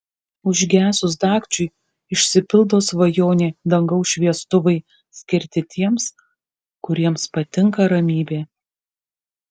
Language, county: Lithuanian, Kaunas